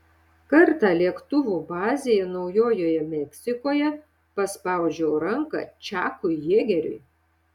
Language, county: Lithuanian, Šiauliai